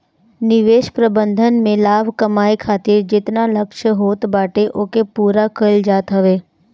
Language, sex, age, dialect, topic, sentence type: Bhojpuri, female, 18-24, Northern, banking, statement